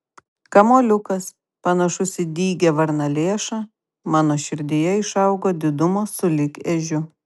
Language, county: Lithuanian, Kaunas